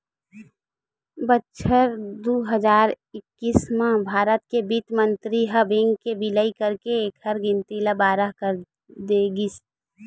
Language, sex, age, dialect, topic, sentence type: Chhattisgarhi, female, 18-24, Western/Budati/Khatahi, banking, statement